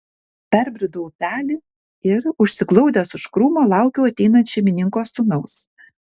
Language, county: Lithuanian, Kaunas